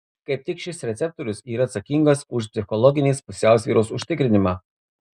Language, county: Lithuanian, Marijampolė